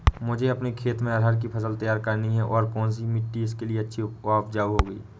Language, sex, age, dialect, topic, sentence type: Hindi, male, 18-24, Awadhi Bundeli, agriculture, question